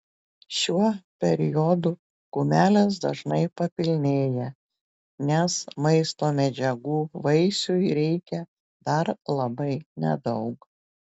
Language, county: Lithuanian, Telšiai